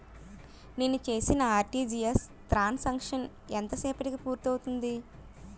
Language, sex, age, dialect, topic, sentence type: Telugu, female, 25-30, Utterandhra, banking, question